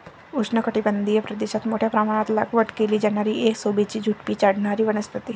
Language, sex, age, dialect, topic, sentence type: Marathi, female, 25-30, Varhadi, agriculture, statement